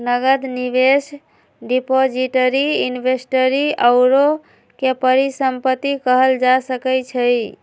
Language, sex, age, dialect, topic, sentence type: Magahi, female, 25-30, Western, banking, statement